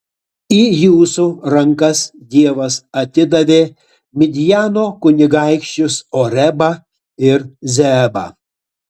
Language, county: Lithuanian, Utena